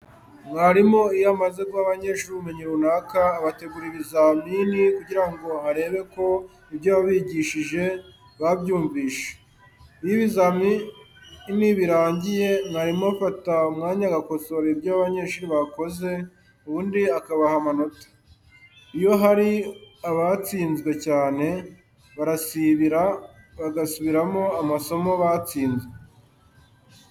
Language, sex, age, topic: Kinyarwanda, male, 18-24, education